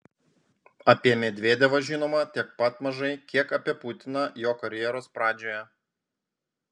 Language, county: Lithuanian, Panevėžys